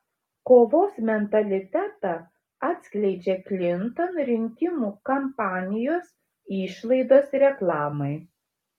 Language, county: Lithuanian, Šiauliai